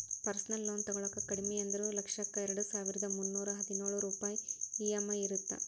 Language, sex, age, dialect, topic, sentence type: Kannada, female, 25-30, Dharwad Kannada, banking, statement